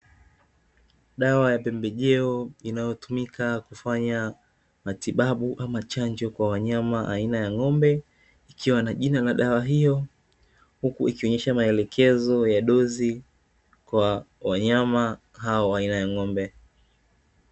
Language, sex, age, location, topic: Swahili, male, 18-24, Dar es Salaam, agriculture